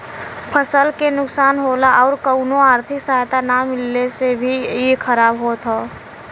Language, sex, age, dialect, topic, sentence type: Bhojpuri, female, 18-24, Western, agriculture, statement